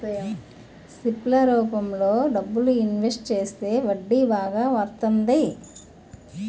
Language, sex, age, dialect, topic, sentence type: Telugu, female, 46-50, Utterandhra, banking, statement